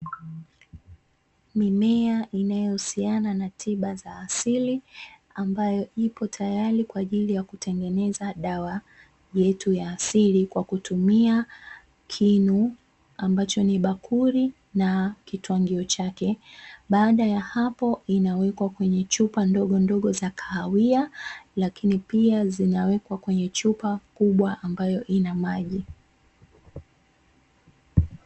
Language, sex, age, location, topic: Swahili, female, 25-35, Dar es Salaam, health